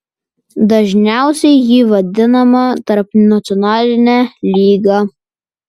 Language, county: Lithuanian, Vilnius